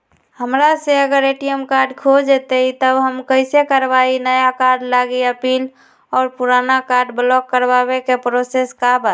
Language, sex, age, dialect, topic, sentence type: Magahi, female, 25-30, Western, banking, question